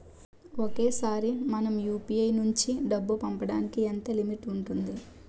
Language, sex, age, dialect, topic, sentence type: Telugu, female, 18-24, Utterandhra, banking, question